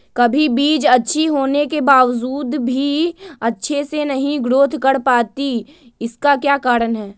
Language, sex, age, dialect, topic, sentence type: Magahi, female, 18-24, Western, agriculture, question